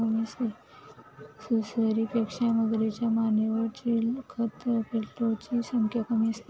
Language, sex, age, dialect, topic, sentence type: Marathi, female, 25-30, Standard Marathi, agriculture, statement